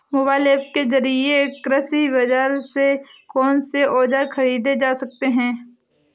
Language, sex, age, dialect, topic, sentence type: Hindi, female, 18-24, Awadhi Bundeli, agriculture, question